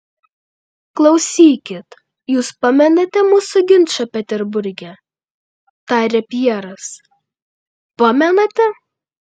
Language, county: Lithuanian, Panevėžys